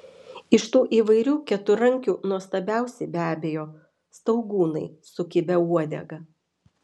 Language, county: Lithuanian, Vilnius